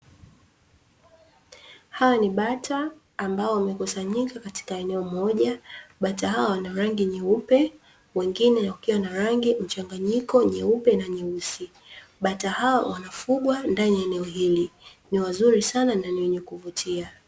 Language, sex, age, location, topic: Swahili, female, 25-35, Dar es Salaam, agriculture